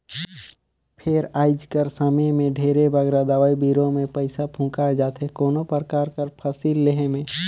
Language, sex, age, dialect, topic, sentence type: Chhattisgarhi, male, 18-24, Northern/Bhandar, agriculture, statement